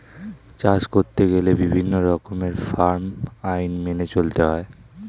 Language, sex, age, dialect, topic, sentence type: Bengali, male, 18-24, Standard Colloquial, agriculture, statement